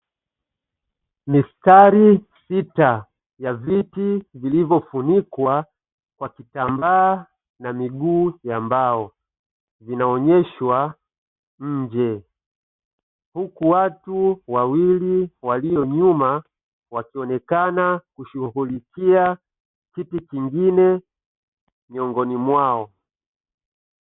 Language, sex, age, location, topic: Swahili, male, 25-35, Dar es Salaam, finance